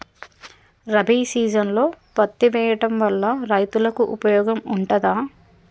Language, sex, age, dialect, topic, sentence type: Telugu, female, 36-40, Telangana, agriculture, question